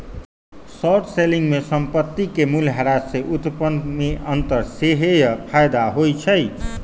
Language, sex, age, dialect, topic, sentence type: Magahi, male, 31-35, Western, banking, statement